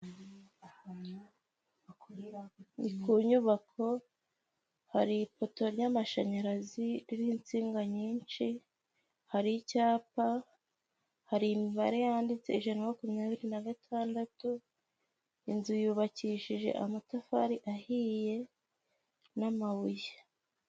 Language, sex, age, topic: Kinyarwanda, female, 18-24, government